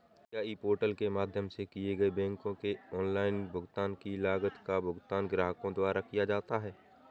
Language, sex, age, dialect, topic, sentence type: Hindi, male, 18-24, Awadhi Bundeli, banking, question